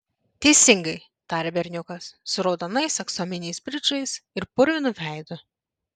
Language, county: Lithuanian, Vilnius